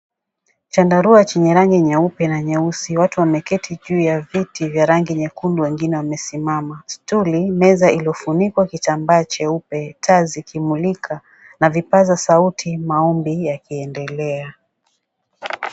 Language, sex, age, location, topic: Swahili, female, 36-49, Mombasa, government